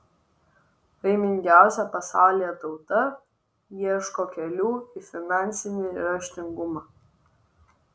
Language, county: Lithuanian, Vilnius